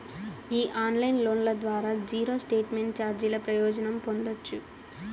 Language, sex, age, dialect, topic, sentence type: Telugu, female, 18-24, Southern, banking, statement